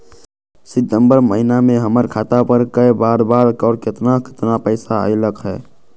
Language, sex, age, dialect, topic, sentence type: Magahi, male, 51-55, Western, banking, question